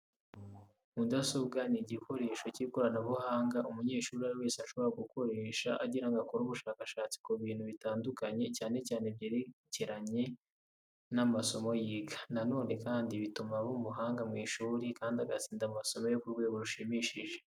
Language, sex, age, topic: Kinyarwanda, male, 18-24, education